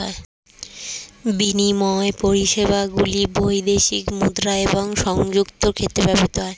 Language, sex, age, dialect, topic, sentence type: Bengali, female, 36-40, Standard Colloquial, banking, statement